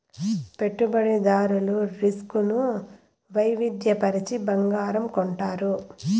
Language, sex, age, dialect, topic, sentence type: Telugu, female, 36-40, Southern, banking, statement